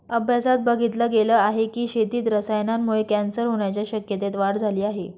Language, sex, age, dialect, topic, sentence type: Marathi, female, 25-30, Northern Konkan, agriculture, statement